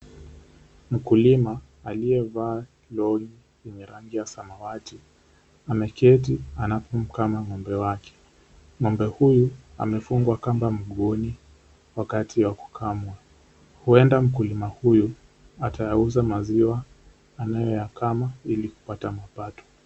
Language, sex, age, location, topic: Swahili, male, 18-24, Kisumu, agriculture